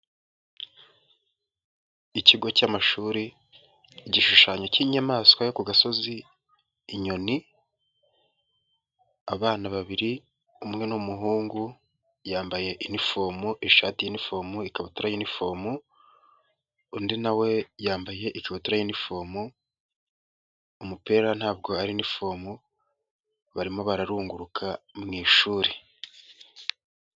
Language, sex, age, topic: Kinyarwanda, male, 18-24, education